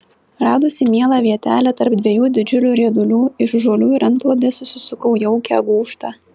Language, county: Lithuanian, Vilnius